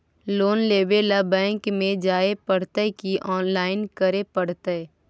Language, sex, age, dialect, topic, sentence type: Magahi, female, 18-24, Central/Standard, banking, question